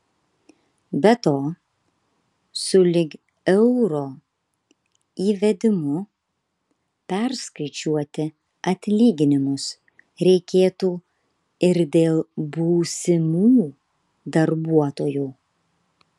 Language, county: Lithuanian, Kaunas